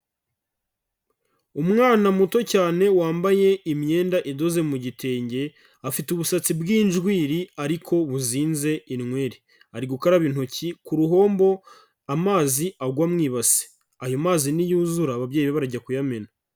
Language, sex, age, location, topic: Kinyarwanda, male, 25-35, Kigali, health